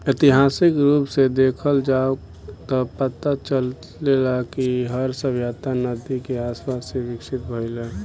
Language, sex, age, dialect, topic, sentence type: Bhojpuri, male, 18-24, Southern / Standard, agriculture, statement